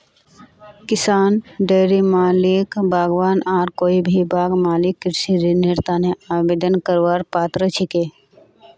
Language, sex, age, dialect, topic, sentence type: Magahi, female, 18-24, Northeastern/Surjapuri, agriculture, statement